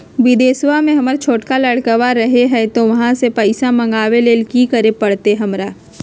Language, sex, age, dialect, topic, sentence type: Magahi, female, 31-35, Southern, banking, question